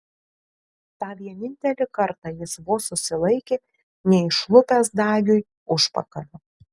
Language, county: Lithuanian, Kaunas